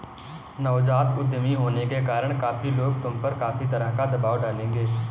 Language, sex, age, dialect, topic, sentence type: Hindi, male, 18-24, Kanauji Braj Bhasha, banking, statement